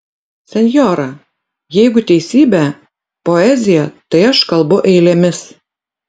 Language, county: Lithuanian, Utena